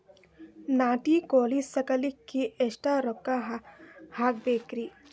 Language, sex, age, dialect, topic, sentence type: Kannada, female, 18-24, Northeastern, agriculture, question